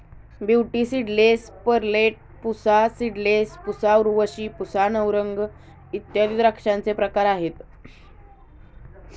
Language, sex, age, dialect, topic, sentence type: Marathi, male, 51-55, Standard Marathi, agriculture, statement